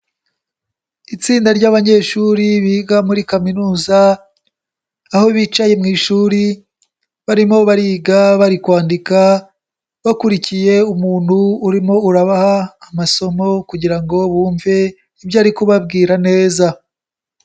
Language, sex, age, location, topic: Kinyarwanda, male, 18-24, Nyagatare, education